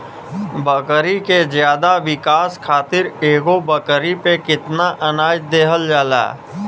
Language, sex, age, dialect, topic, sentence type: Bhojpuri, male, 25-30, Western, agriculture, question